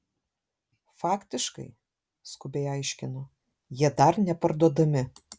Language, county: Lithuanian, Šiauliai